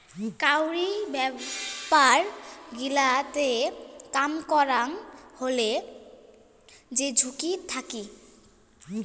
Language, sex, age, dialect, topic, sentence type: Bengali, female, 18-24, Rajbangshi, banking, statement